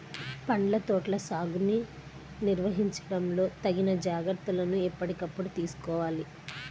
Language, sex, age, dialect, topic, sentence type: Telugu, female, 31-35, Central/Coastal, agriculture, statement